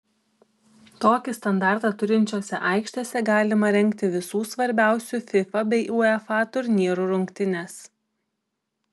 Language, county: Lithuanian, Klaipėda